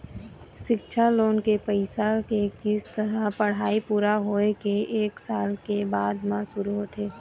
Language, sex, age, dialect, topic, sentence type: Chhattisgarhi, female, 18-24, Eastern, banking, statement